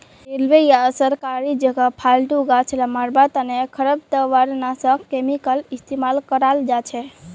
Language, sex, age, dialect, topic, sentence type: Magahi, female, 18-24, Northeastern/Surjapuri, agriculture, statement